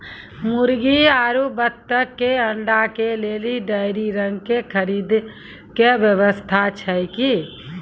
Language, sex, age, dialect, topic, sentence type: Maithili, female, 41-45, Angika, agriculture, question